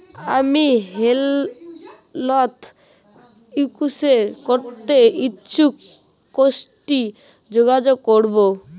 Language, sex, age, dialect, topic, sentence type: Bengali, female, 18-24, Rajbangshi, banking, question